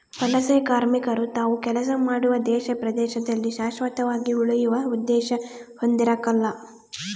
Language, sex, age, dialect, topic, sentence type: Kannada, female, 18-24, Central, agriculture, statement